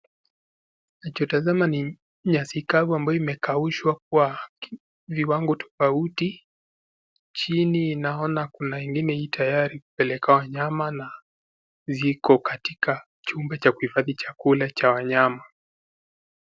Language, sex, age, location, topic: Swahili, male, 18-24, Nakuru, agriculture